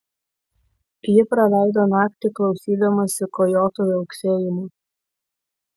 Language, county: Lithuanian, Kaunas